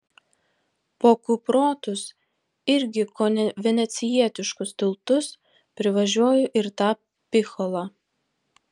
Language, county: Lithuanian, Panevėžys